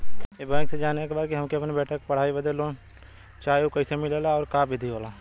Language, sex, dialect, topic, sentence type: Bhojpuri, male, Western, banking, question